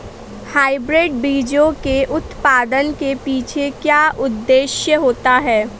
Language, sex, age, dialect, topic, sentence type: Hindi, female, 18-24, Awadhi Bundeli, agriculture, statement